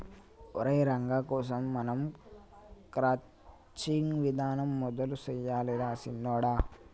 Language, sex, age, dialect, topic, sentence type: Telugu, male, 18-24, Telangana, agriculture, statement